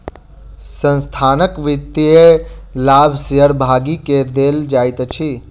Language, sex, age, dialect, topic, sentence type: Maithili, male, 18-24, Southern/Standard, banking, statement